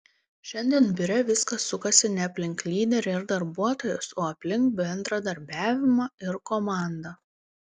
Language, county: Lithuanian, Panevėžys